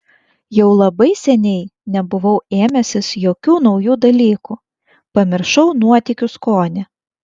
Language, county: Lithuanian, Vilnius